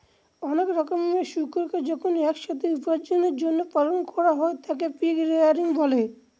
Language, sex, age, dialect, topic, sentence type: Bengali, male, 46-50, Northern/Varendri, agriculture, statement